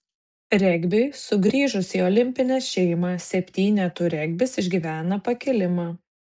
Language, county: Lithuanian, Kaunas